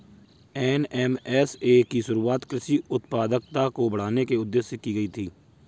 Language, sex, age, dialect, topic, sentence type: Hindi, male, 56-60, Kanauji Braj Bhasha, agriculture, statement